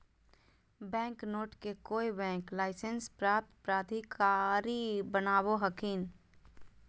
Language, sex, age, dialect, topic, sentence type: Magahi, female, 31-35, Southern, banking, statement